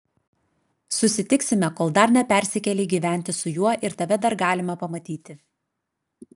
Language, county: Lithuanian, Klaipėda